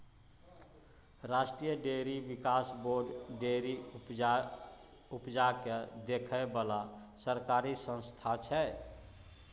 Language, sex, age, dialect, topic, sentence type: Maithili, male, 46-50, Bajjika, agriculture, statement